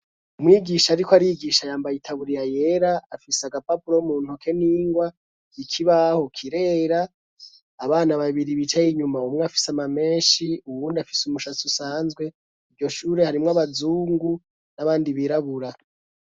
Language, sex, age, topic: Rundi, male, 25-35, education